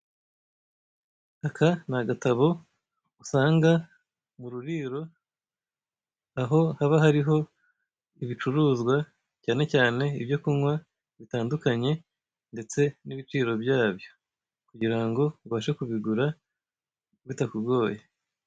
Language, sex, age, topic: Kinyarwanda, male, 25-35, finance